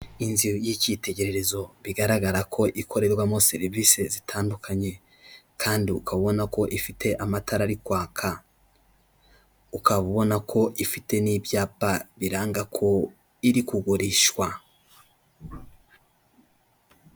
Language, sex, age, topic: Kinyarwanda, male, 18-24, finance